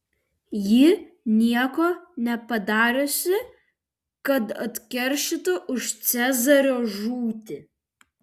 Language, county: Lithuanian, Vilnius